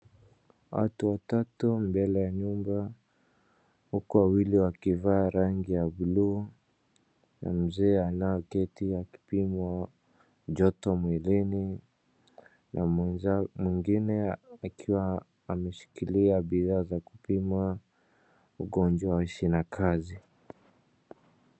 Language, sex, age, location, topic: Swahili, male, 25-35, Wajir, health